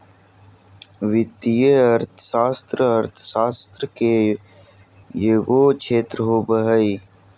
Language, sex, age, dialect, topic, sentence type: Magahi, male, 31-35, Southern, banking, statement